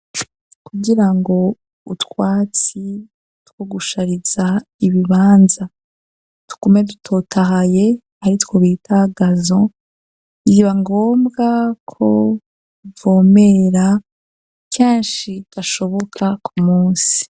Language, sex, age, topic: Rundi, female, 25-35, education